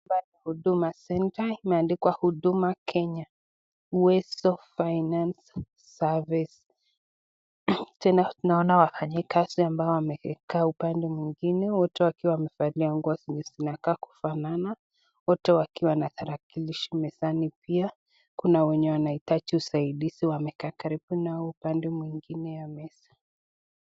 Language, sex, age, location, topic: Swahili, female, 18-24, Nakuru, government